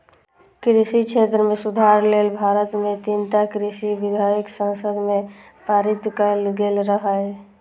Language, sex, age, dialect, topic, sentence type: Maithili, male, 25-30, Eastern / Thethi, agriculture, statement